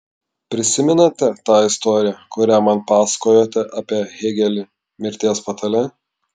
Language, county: Lithuanian, Klaipėda